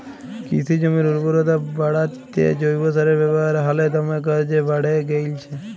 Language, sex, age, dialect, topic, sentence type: Bengali, male, 25-30, Jharkhandi, agriculture, statement